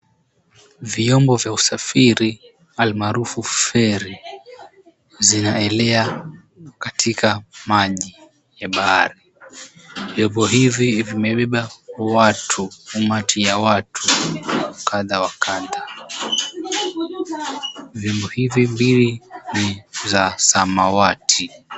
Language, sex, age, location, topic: Swahili, male, 18-24, Mombasa, government